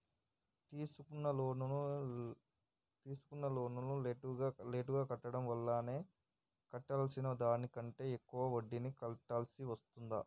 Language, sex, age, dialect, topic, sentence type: Telugu, male, 18-24, Telangana, banking, question